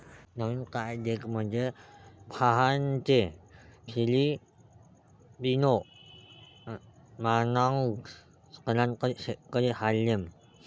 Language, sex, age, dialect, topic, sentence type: Marathi, male, 18-24, Varhadi, agriculture, statement